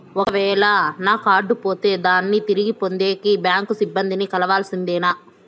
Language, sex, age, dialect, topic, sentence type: Telugu, male, 25-30, Southern, banking, question